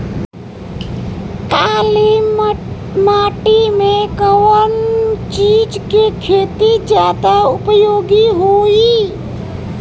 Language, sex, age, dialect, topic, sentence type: Bhojpuri, female, 18-24, Western, agriculture, question